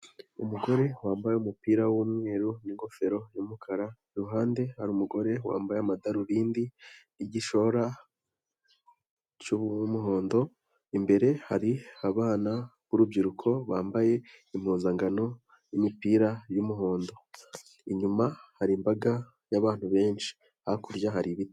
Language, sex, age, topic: Kinyarwanda, male, 18-24, government